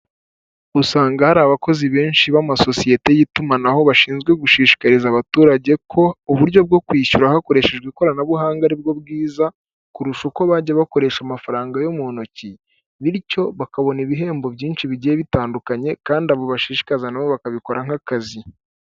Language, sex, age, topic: Kinyarwanda, male, 18-24, finance